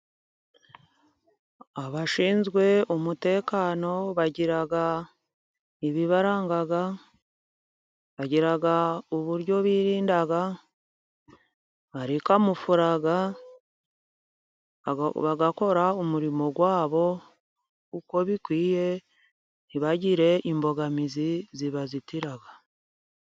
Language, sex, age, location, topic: Kinyarwanda, female, 50+, Musanze, government